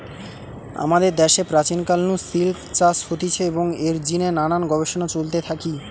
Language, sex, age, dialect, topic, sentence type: Bengali, male, 18-24, Western, agriculture, statement